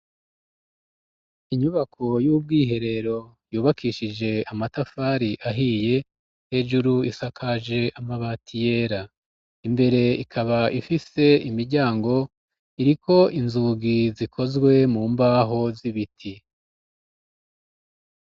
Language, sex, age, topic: Rundi, female, 36-49, education